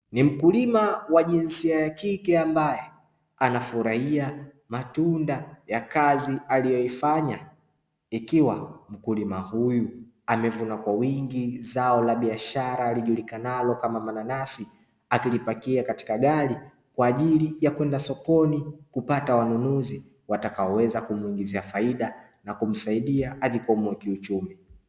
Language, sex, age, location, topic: Swahili, male, 25-35, Dar es Salaam, agriculture